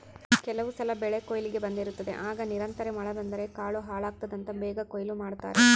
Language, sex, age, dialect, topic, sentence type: Kannada, female, 25-30, Central, agriculture, statement